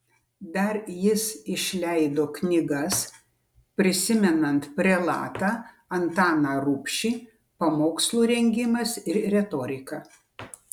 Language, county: Lithuanian, Utena